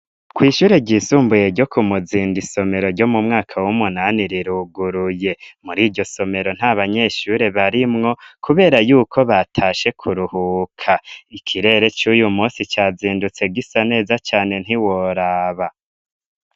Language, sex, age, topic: Rundi, male, 25-35, education